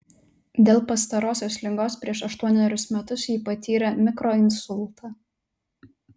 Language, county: Lithuanian, Telšiai